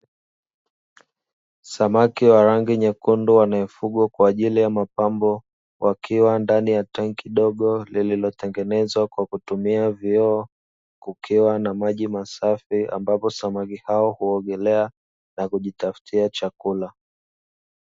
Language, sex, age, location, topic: Swahili, male, 25-35, Dar es Salaam, agriculture